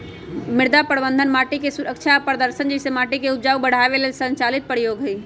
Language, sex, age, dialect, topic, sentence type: Magahi, female, 25-30, Western, agriculture, statement